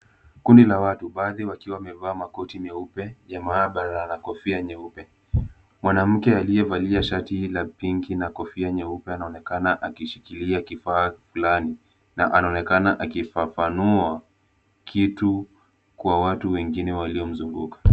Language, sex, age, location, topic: Swahili, male, 18-24, Kisumu, agriculture